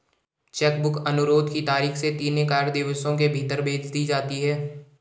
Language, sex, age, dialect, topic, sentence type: Hindi, male, 18-24, Garhwali, banking, statement